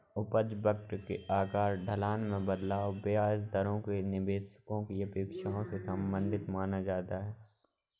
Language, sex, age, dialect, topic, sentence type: Hindi, male, 18-24, Awadhi Bundeli, banking, statement